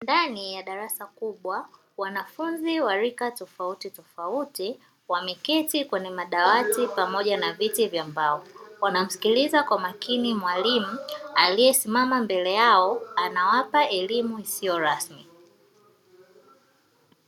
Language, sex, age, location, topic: Swahili, female, 18-24, Dar es Salaam, education